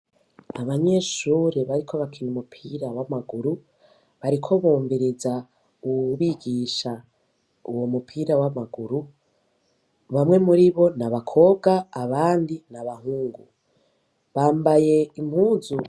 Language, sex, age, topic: Rundi, female, 18-24, education